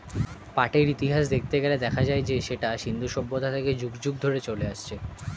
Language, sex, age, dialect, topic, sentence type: Bengali, male, 18-24, Standard Colloquial, agriculture, statement